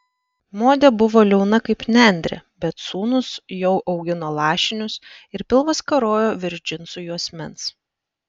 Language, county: Lithuanian, Panevėžys